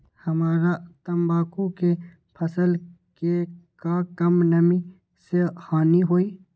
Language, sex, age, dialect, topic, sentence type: Magahi, male, 18-24, Western, agriculture, question